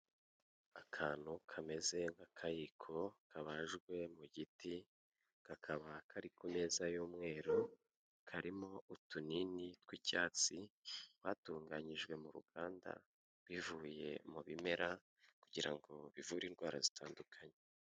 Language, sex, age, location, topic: Kinyarwanda, male, 25-35, Kigali, health